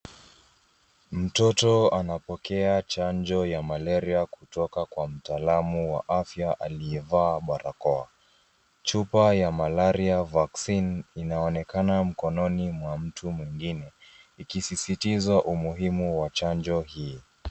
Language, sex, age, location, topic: Swahili, female, 18-24, Nairobi, health